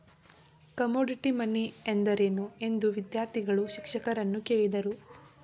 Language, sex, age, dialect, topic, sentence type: Kannada, female, 18-24, Mysore Kannada, banking, statement